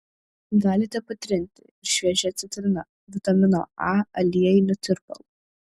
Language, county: Lithuanian, Šiauliai